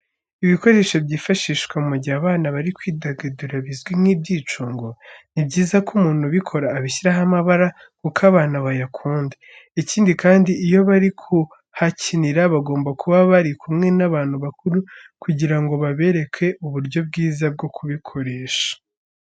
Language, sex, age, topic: Kinyarwanda, female, 36-49, education